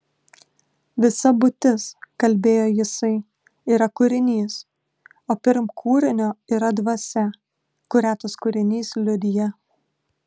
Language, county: Lithuanian, Klaipėda